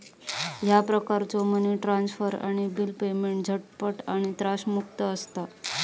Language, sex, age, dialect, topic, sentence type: Marathi, female, 31-35, Southern Konkan, banking, statement